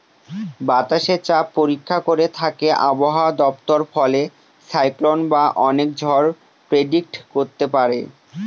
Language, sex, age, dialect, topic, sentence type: Bengali, male, 25-30, Northern/Varendri, agriculture, statement